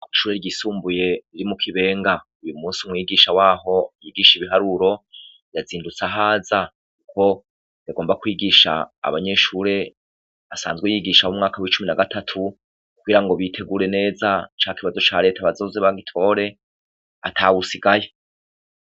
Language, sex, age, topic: Rundi, male, 36-49, education